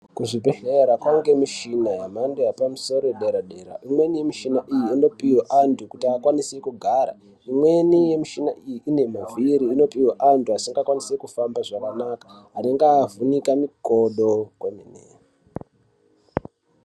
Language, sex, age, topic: Ndau, male, 18-24, health